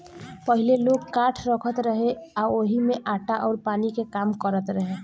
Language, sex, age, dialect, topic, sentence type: Bhojpuri, female, 18-24, Southern / Standard, agriculture, statement